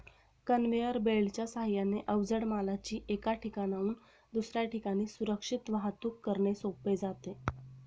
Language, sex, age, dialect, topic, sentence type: Marathi, female, 31-35, Standard Marathi, agriculture, statement